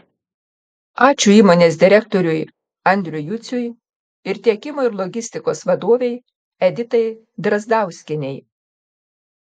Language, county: Lithuanian, Panevėžys